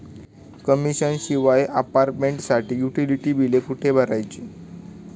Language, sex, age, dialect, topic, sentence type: Marathi, male, 18-24, Standard Marathi, banking, question